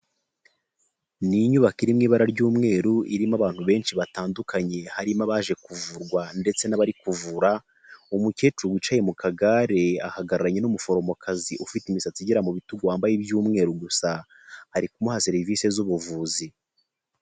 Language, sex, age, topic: Kinyarwanda, male, 25-35, health